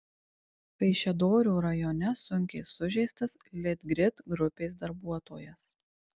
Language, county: Lithuanian, Tauragė